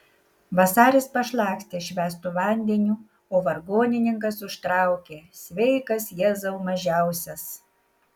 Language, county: Lithuanian, Šiauliai